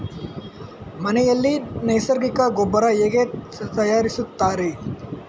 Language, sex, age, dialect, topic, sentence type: Kannada, male, 18-24, Coastal/Dakshin, agriculture, question